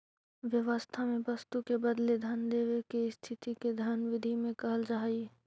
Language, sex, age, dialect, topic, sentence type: Magahi, female, 18-24, Central/Standard, banking, statement